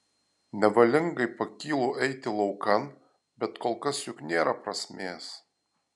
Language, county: Lithuanian, Alytus